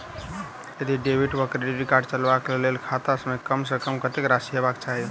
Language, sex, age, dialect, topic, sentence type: Maithili, male, 31-35, Southern/Standard, banking, question